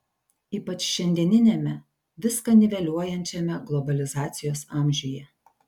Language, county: Lithuanian, Šiauliai